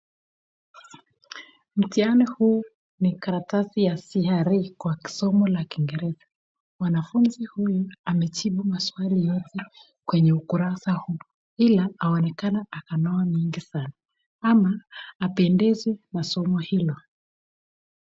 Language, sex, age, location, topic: Swahili, female, 25-35, Nakuru, education